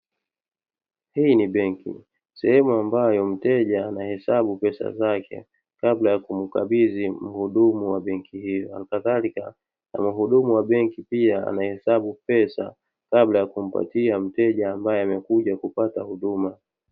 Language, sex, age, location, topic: Swahili, male, 25-35, Dar es Salaam, finance